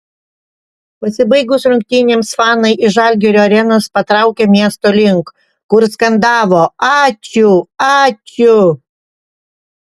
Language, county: Lithuanian, Panevėžys